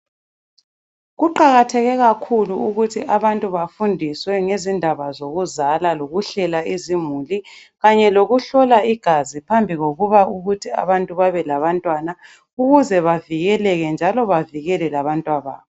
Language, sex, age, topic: North Ndebele, female, 25-35, health